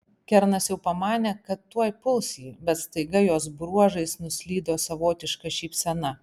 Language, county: Lithuanian, Panevėžys